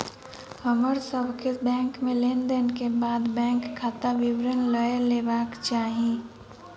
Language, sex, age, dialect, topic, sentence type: Maithili, female, 18-24, Southern/Standard, banking, statement